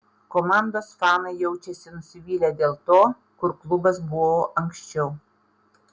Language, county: Lithuanian, Panevėžys